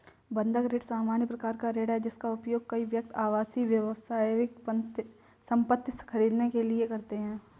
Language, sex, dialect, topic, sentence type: Hindi, female, Kanauji Braj Bhasha, banking, statement